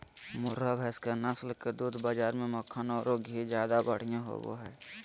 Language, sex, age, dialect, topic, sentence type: Magahi, male, 18-24, Southern, agriculture, statement